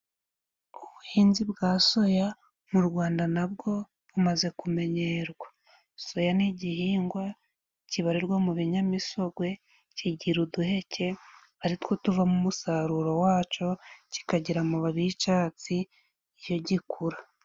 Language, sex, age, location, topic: Kinyarwanda, female, 25-35, Musanze, agriculture